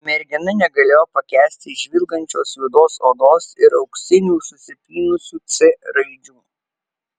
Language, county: Lithuanian, Alytus